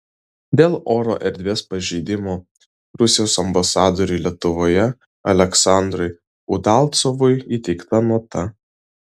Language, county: Lithuanian, Vilnius